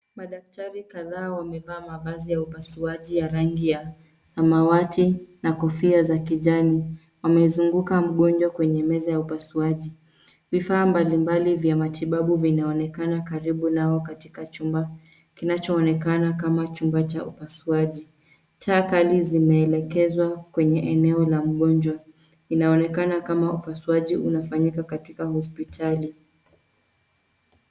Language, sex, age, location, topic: Swahili, female, 18-24, Nairobi, health